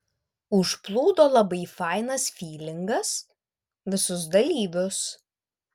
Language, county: Lithuanian, Vilnius